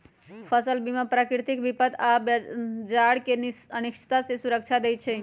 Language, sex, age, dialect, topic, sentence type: Magahi, female, 31-35, Western, banking, statement